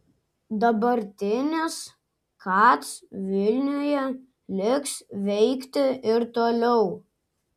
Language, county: Lithuanian, Klaipėda